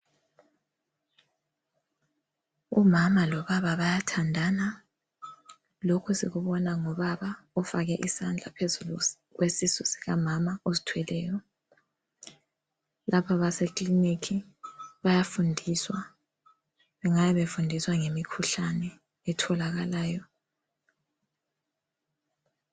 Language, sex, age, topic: North Ndebele, female, 25-35, health